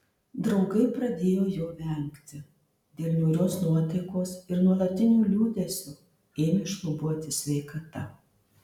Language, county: Lithuanian, Marijampolė